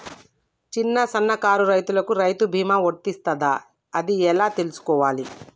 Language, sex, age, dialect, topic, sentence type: Telugu, female, 25-30, Telangana, agriculture, question